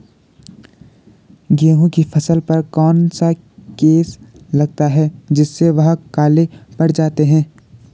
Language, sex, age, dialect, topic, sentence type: Hindi, male, 18-24, Garhwali, agriculture, question